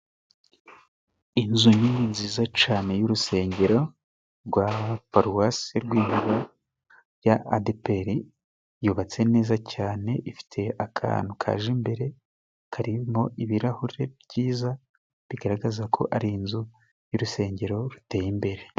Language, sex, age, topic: Kinyarwanda, male, 18-24, government